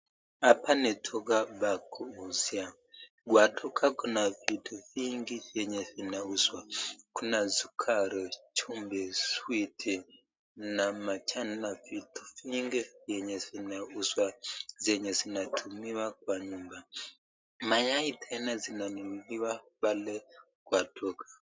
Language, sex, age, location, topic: Swahili, male, 25-35, Nakuru, finance